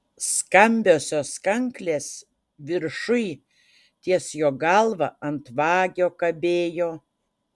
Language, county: Lithuanian, Utena